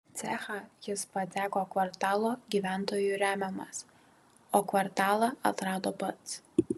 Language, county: Lithuanian, Kaunas